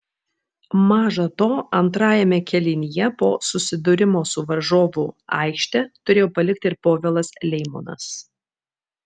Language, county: Lithuanian, Vilnius